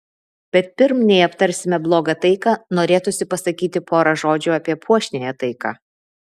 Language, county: Lithuanian, Vilnius